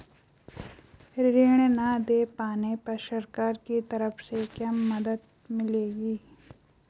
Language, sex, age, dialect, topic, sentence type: Hindi, female, 25-30, Garhwali, agriculture, question